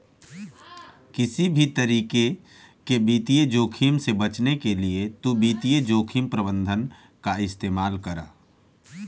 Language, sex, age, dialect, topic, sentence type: Magahi, male, 31-35, Central/Standard, banking, statement